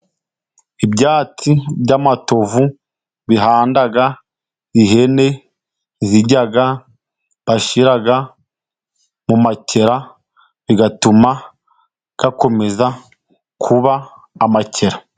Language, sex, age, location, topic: Kinyarwanda, male, 25-35, Musanze, health